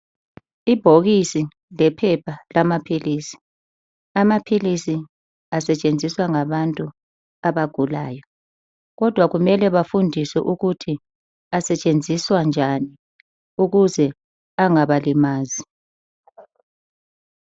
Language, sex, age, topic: North Ndebele, male, 50+, health